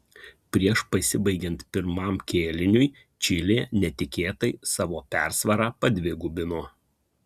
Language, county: Lithuanian, Kaunas